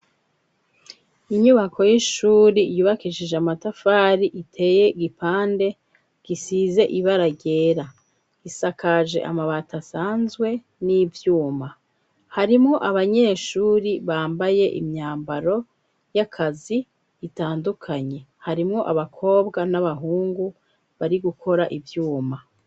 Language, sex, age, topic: Rundi, female, 36-49, education